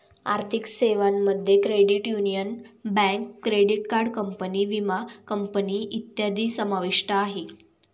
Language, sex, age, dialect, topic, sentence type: Marathi, female, 18-24, Northern Konkan, banking, statement